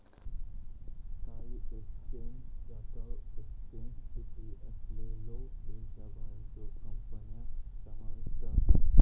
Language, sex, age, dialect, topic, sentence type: Marathi, male, 18-24, Southern Konkan, banking, statement